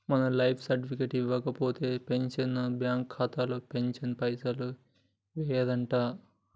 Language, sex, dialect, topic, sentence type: Telugu, male, Telangana, banking, statement